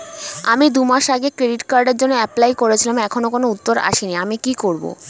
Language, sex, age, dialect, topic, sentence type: Bengali, female, 18-24, Standard Colloquial, banking, question